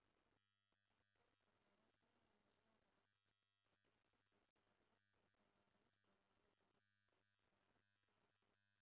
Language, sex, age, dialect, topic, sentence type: Maithili, female, 18-24, Eastern / Thethi, agriculture, statement